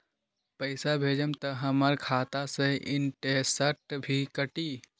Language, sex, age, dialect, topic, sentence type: Magahi, male, 18-24, Western, banking, question